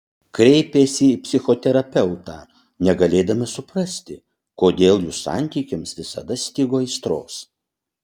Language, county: Lithuanian, Utena